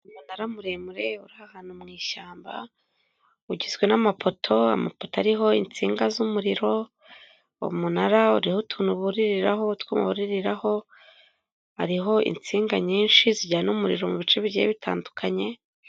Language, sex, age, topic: Kinyarwanda, female, 25-35, government